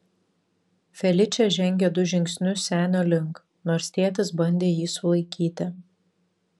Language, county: Lithuanian, Vilnius